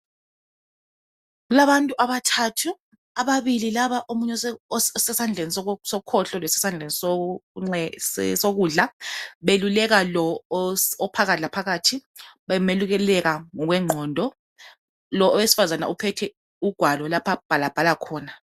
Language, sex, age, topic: North Ndebele, female, 25-35, health